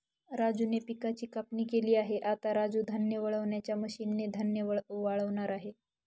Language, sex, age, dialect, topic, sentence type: Marathi, female, 18-24, Northern Konkan, agriculture, statement